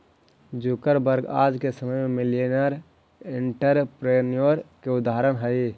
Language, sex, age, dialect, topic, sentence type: Magahi, male, 25-30, Central/Standard, banking, statement